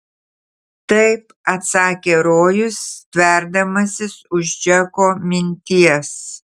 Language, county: Lithuanian, Tauragė